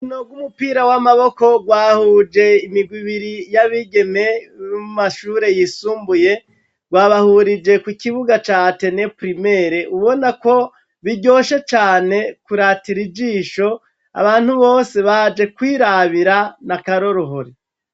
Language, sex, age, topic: Rundi, male, 36-49, education